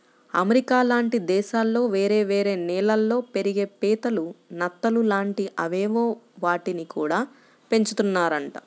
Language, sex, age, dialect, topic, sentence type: Telugu, female, 25-30, Central/Coastal, agriculture, statement